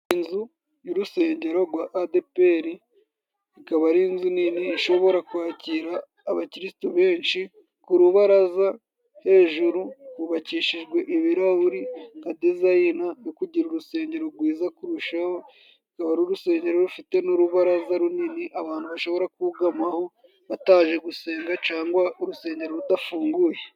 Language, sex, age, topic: Kinyarwanda, male, 18-24, government